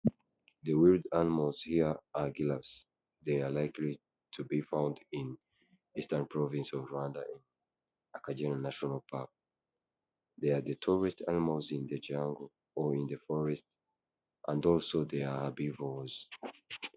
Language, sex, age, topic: Kinyarwanda, male, 18-24, agriculture